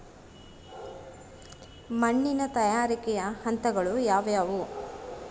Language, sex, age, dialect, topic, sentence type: Kannada, female, 46-50, Central, agriculture, question